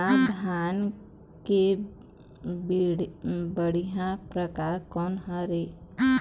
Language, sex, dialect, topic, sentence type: Chhattisgarhi, female, Eastern, agriculture, question